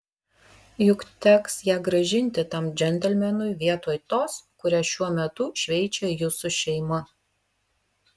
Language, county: Lithuanian, Vilnius